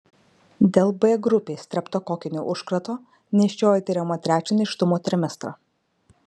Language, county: Lithuanian, Marijampolė